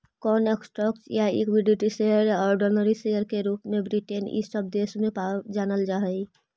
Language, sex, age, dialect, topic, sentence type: Magahi, female, 25-30, Central/Standard, banking, statement